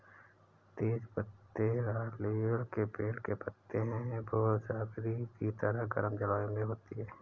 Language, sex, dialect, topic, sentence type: Hindi, male, Awadhi Bundeli, agriculture, statement